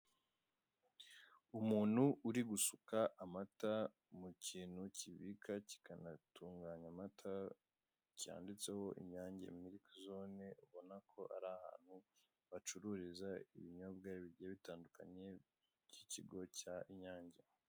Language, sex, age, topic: Kinyarwanda, male, 25-35, finance